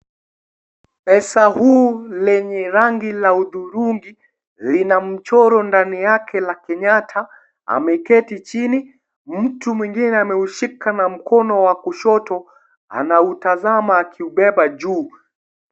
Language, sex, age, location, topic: Swahili, male, 18-24, Kisii, finance